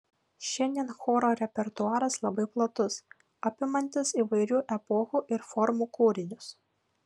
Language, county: Lithuanian, Kaunas